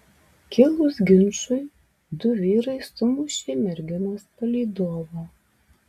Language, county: Lithuanian, Alytus